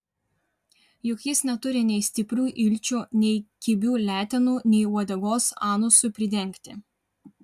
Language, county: Lithuanian, Vilnius